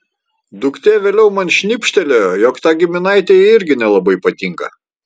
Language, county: Lithuanian, Vilnius